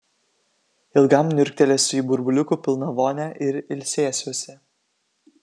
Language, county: Lithuanian, Kaunas